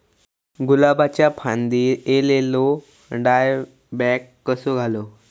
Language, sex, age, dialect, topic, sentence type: Marathi, male, 18-24, Southern Konkan, agriculture, question